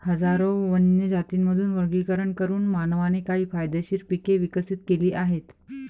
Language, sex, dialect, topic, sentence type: Marathi, female, Varhadi, agriculture, statement